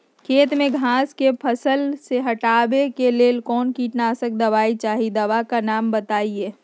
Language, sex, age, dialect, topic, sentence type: Magahi, female, 60-100, Western, agriculture, question